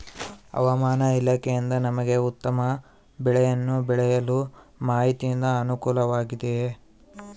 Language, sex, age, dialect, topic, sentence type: Kannada, male, 18-24, Central, agriculture, question